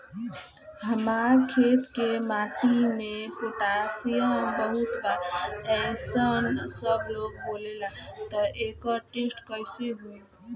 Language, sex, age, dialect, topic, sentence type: Bhojpuri, female, 25-30, Southern / Standard, agriculture, question